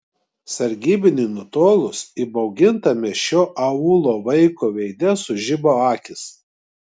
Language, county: Lithuanian, Klaipėda